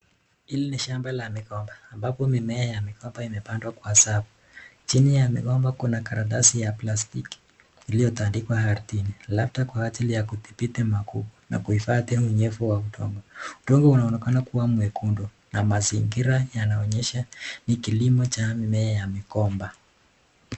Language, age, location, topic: Swahili, 36-49, Nakuru, agriculture